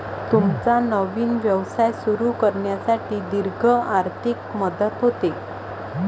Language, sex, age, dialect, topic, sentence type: Marathi, female, 25-30, Varhadi, banking, statement